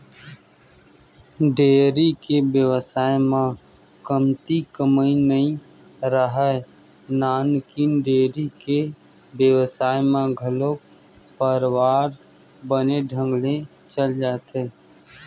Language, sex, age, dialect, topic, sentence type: Chhattisgarhi, male, 18-24, Western/Budati/Khatahi, agriculture, statement